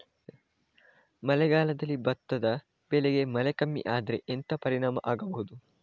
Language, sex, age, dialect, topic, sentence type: Kannada, male, 25-30, Coastal/Dakshin, agriculture, question